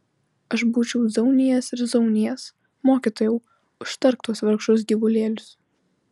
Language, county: Lithuanian, Utena